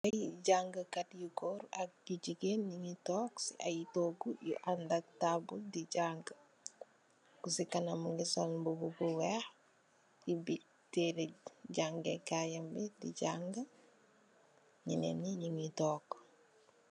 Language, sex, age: Wolof, female, 18-24